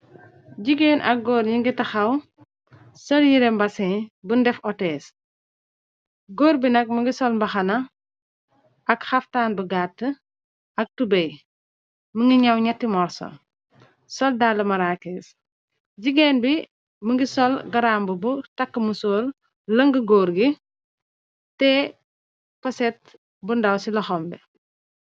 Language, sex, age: Wolof, female, 25-35